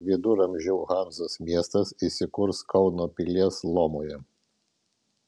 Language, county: Lithuanian, Vilnius